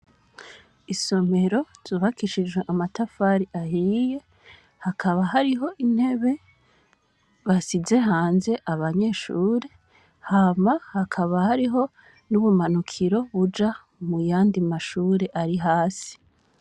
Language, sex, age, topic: Rundi, female, 25-35, education